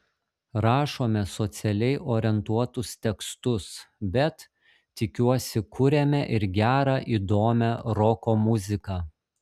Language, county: Lithuanian, Šiauliai